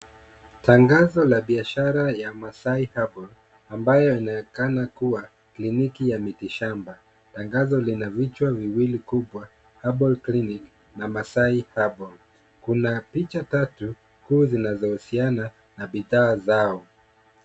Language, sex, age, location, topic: Swahili, male, 36-49, Kisumu, health